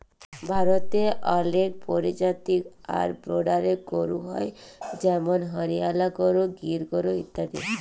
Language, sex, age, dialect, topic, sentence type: Bengali, female, 18-24, Jharkhandi, agriculture, statement